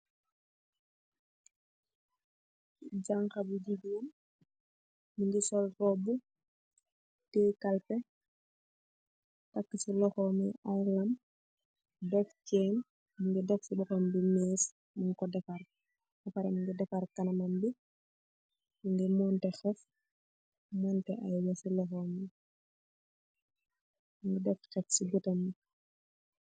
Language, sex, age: Wolof, female, 18-24